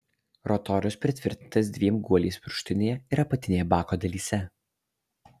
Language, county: Lithuanian, Alytus